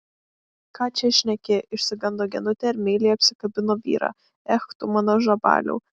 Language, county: Lithuanian, Klaipėda